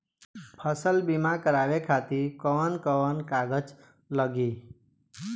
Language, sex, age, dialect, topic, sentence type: Bhojpuri, male, 18-24, Southern / Standard, agriculture, question